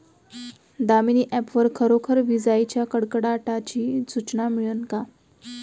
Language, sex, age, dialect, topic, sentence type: Marathi, female, 18-24, Varhadi, agriculture, question